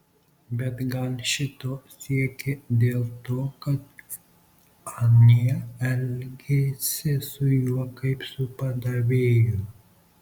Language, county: Lithuanian, Marijampolė